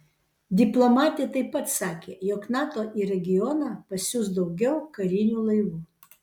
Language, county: Lithuanian, Vilnius